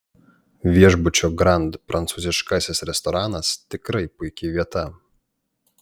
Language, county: Lithuanian, Panevėžys